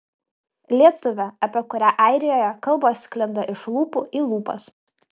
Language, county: Lithuanian, Kaunas